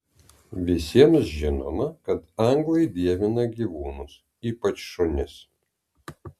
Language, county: Lithuanian, Vilnius